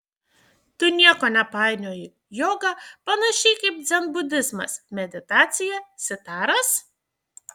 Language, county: Lithuanian, Šiauliai